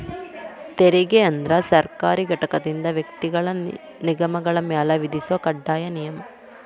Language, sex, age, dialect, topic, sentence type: Kannada, female, 18-24, Dharwad Kannada, banking, statement